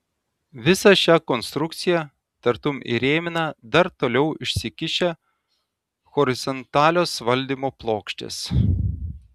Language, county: Lithuanian, Telšiai